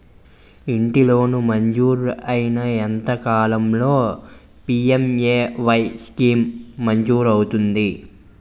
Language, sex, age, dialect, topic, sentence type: Telugu, male, 25-30, Utterandhra, banking, question